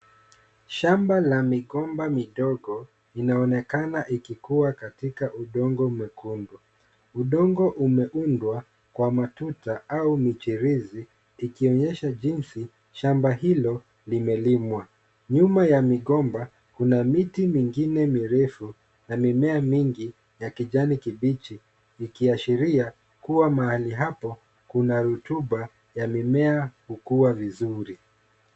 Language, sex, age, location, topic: Swahili, male, 36-49, Kisumu, agriculture